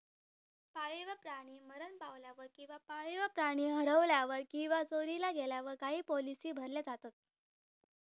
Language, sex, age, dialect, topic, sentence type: Marathi, female, 18-24, Southern Konkan, banking, statement